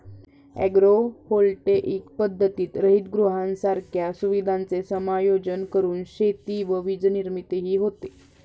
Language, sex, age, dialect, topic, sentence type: Marathi, female, 41-45, Standard Marathi, agriculture, statement